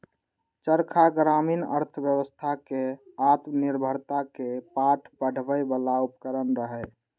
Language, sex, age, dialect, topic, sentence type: Maithili, male, 18-24, Eastern / Thethi, agriculture, statement